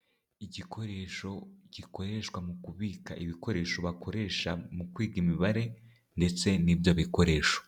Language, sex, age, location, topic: Kinyarwanda, male, 18-24, Nyagatare, education